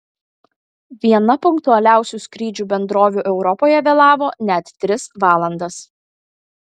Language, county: Lithuanian, Kaunas